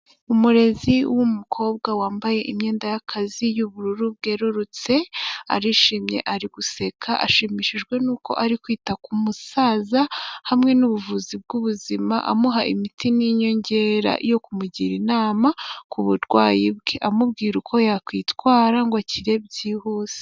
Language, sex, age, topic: Kinyarwanda, female, 18-24, health